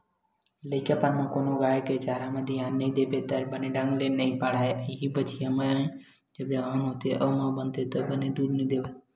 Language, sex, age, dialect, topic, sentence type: Chhattisgarhi, male, 18-24, Western/Budati/Khatahi, agriculture, statement